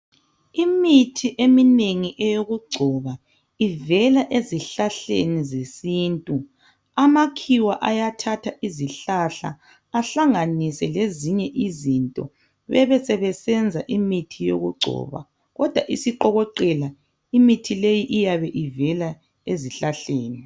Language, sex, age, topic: North Ndebele, female, 25-35, health